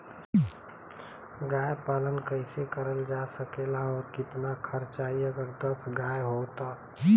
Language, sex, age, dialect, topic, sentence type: Bhojpuri, female, 31-35, Western, agriculture, question